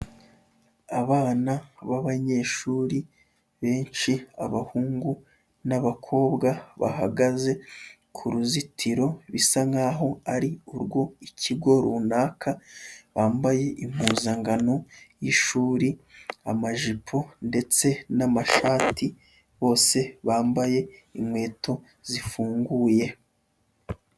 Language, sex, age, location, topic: Kinyarwanda, male, 25-35, Huye, education